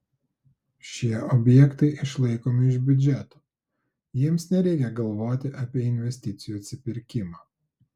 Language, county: Lithuanian, Klaipėda